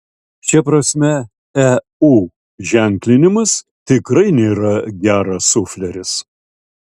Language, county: Lithuanian, Šiauliai